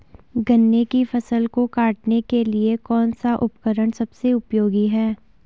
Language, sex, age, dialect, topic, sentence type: Hindi, female, 18-24, Garhwali, agriculture, question